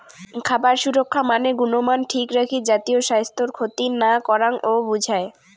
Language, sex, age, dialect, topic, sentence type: Bengali, female, 18-24, Rajbangshi, agriculture, statement